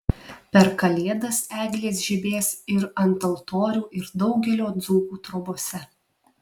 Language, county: Lithuanian, Alytus